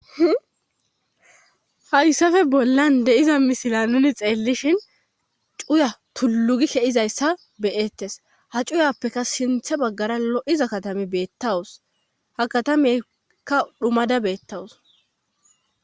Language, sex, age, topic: Gamo, female, 25-35, government